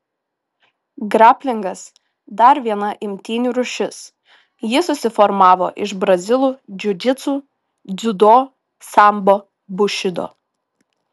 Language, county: Lithuanian, Šiauliai